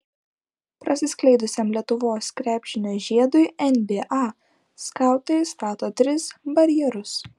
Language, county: Lithuanian, Klaipėda